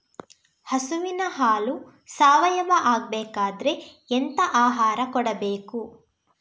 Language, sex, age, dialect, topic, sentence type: Kannada, female, 18-24, Coastal/Dakshin, agriculture, question